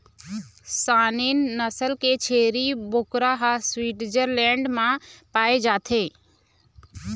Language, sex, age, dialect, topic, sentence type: Chhattisgarhi, female, 25-30, Eastern, agriculture, statement